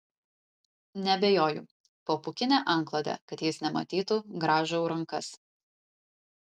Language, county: Lithuanian, Vilnius